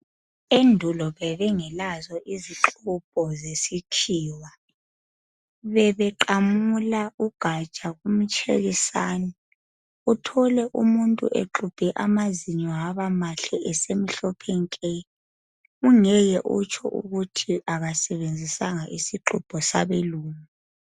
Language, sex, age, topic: North Ndebele, female, 25-35, health